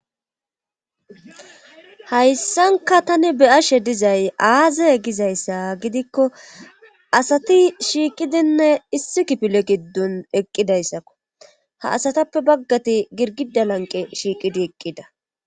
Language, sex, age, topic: Gamo, female, 36-49, government